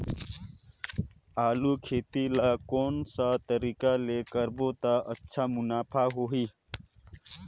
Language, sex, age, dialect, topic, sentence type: Chhattisgarhi, male, 25-30, Northern/Bhandar, agriculture, question